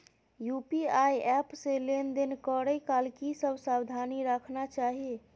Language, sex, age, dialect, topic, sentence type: Maithili, female, 51-55, Bajjika, banking, question